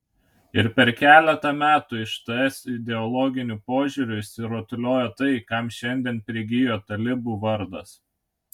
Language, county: Lithuanian, Kaunas